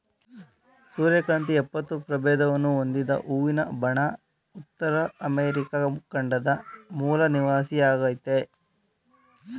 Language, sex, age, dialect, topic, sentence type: Kannada, male, 25-30, Mysore Kannada, agriculture, statement